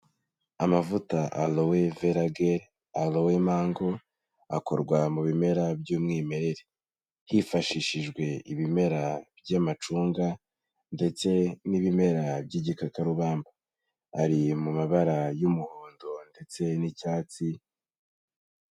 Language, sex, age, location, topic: Kinyarwanda, male, 18-24, Kigali, health